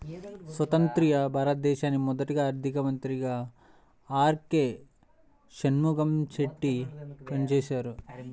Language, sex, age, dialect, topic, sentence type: Telugu, male, 18-24, Central/Coastal, banking, statement